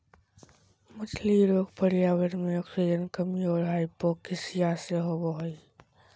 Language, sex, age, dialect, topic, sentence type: Magahi, male, 60-100, Southern, agriculture, statement